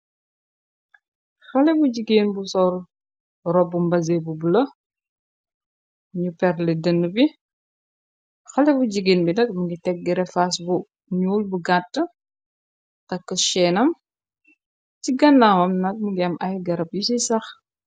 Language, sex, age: Wolof, female, 25-35